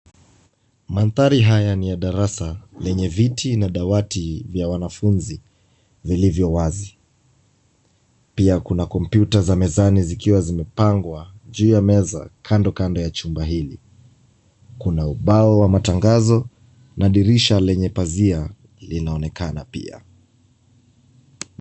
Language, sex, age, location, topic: Swahili, male, 25-35, Kisumu, education